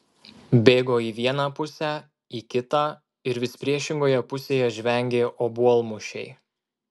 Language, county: Lithuanian, Marijampolė